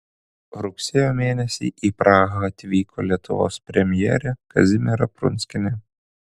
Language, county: Lithuanian, Kaunas